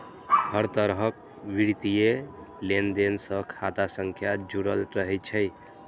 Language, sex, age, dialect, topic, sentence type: Maithili, male, 25-30, Eastern / Thethi, banking, statement